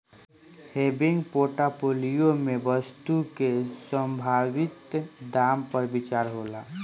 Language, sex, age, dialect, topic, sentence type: Bhojpuri, male, 18-24, Southern / Standard, banking, statement